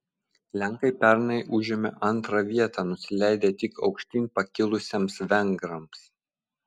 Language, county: Lithuanian, Vilnius